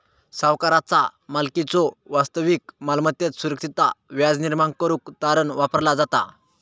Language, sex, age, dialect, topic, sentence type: Marathi, male, 18-24, Southern Konkan, banking, statement